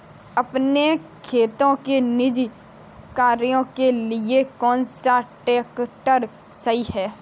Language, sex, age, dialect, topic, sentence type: Hindi, female, 18-24, Kanauji Braj Bhasha, agriculture, question